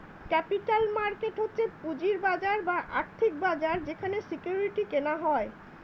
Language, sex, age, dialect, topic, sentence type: Bengali, female, 25-30, Standard Colloquial, banking, statement